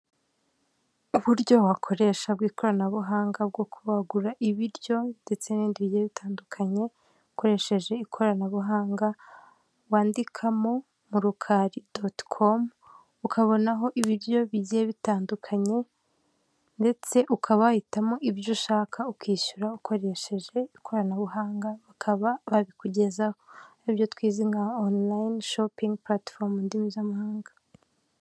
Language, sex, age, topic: Kinyarwanda, female, 18-24, finance